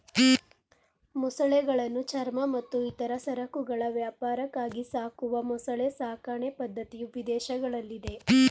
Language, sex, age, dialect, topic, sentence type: Kannada, female, 18-24, Mysore Kannada, agriculture, statement